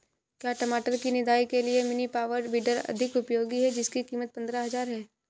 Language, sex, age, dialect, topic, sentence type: Hindi, female, 18-24, Awadhi Bundeli, agriculture, question